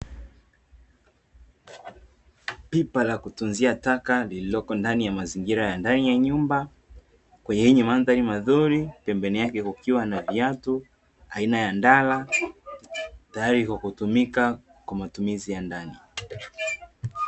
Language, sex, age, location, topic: Swahili, male, 18-24, Dar es Salaam, government